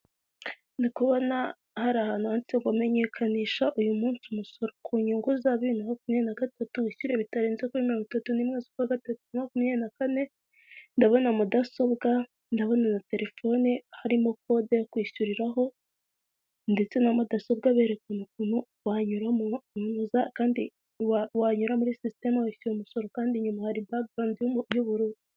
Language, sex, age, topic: Kinyarwanda, female, 18-24, government